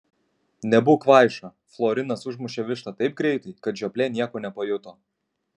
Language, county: Lithuanian, Kaunas